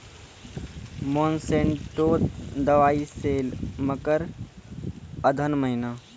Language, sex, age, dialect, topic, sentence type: Maithili, male, 41-45, Angika, agriculture, question